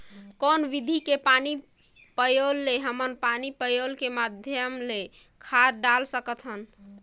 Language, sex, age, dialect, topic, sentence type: Chhattisgarhi, female, 25-30, Northern/Bhandar, agriculture, question